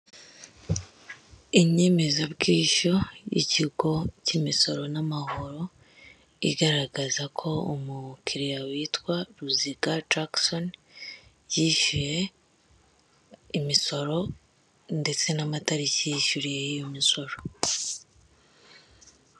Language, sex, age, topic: Kinyarwanda, male, 36-49, finance